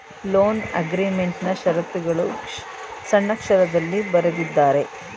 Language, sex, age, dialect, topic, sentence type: Kannada, female, 36-40, Mysore Kannada, banking, statement